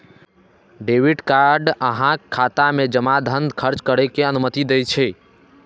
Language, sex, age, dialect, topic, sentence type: Maithili, male, 18-24, Eastern / Thethi, banking, statement